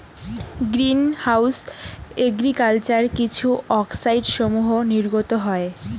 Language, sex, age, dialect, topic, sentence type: Bengali, female, 18-24, Rajbangshi, agriculture, question